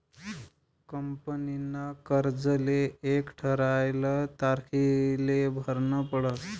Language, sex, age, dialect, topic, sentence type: Marathi, male, 25-30, Northern Konkan, banking, statement